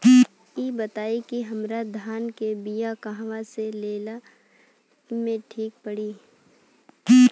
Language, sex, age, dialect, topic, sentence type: Bhojpuri, female, 18-24, Western, agriculture, question